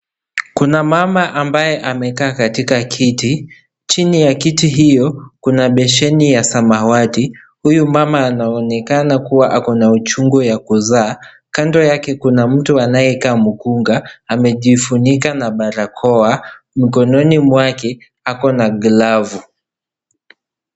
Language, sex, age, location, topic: Swahili, male, 18-24, Kisii, health